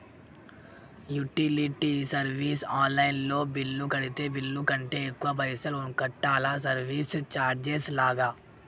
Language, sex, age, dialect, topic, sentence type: Telugu, female, 18-24, Telangana, banking, question